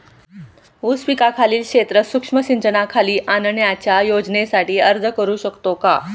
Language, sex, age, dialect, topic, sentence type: Marathi, female, 46-50, Standard Marathi, agriculture, question